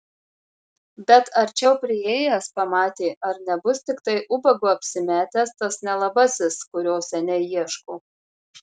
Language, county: Lithuanian, Marijampolė